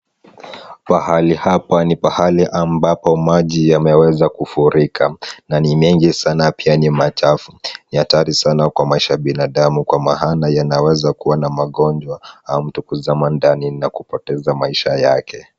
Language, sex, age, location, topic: Swahili, male, 36-49, Kisumu, health